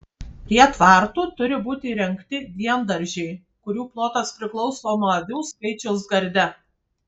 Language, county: Lithuanian, Kaunas